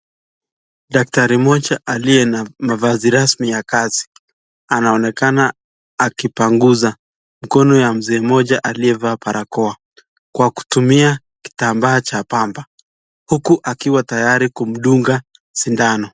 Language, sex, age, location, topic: Swahili, male, 25-35, Nakuru, health